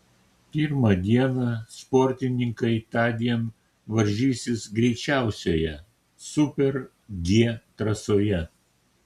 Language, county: Lithuanian, Kaunas